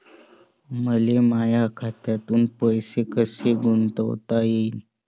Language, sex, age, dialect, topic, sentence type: Marathi, male, 18-24, Varhadi, banking, question